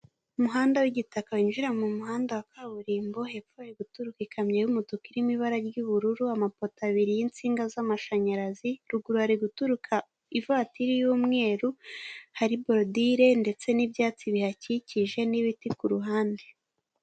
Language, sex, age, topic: Kinyarwanda, female, 18-24, government